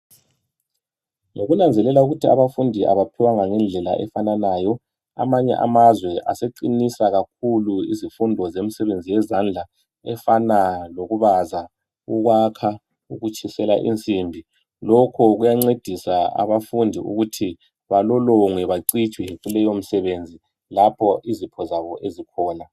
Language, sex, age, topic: North Ndebele, male, 36-49, education